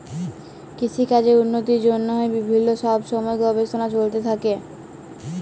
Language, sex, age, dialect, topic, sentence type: Bengali, female, 18-24, Jharkhandi, agriculture, statement